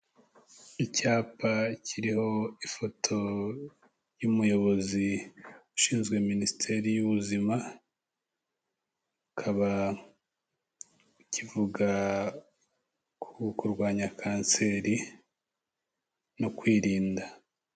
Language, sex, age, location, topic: Kinyarwanda, male, 25-35, Kigali, health